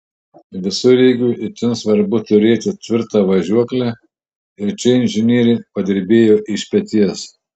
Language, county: Lithuanian, Šiauliai